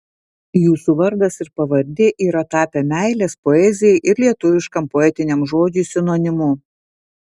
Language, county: Lithuanian, Vilnius